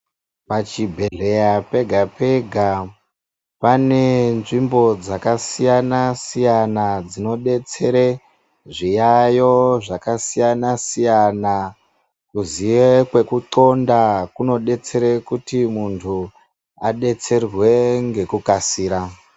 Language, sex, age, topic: Ndau, female, 25-35, health